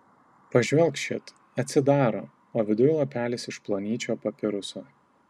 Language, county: Lithuanian, Tauragė